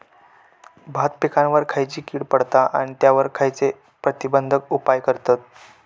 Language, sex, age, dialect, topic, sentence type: Marathi, male, 18-24, Southern Konkan, agriculture, question